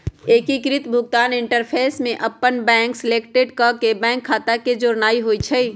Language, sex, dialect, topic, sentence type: Magahi, male, Western, banking, statement